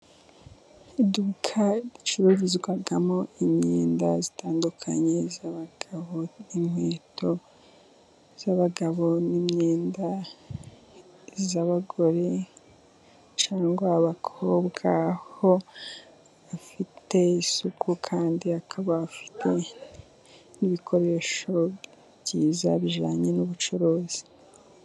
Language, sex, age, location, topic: Kinyarwanda, female, 18-24, Musanze, finance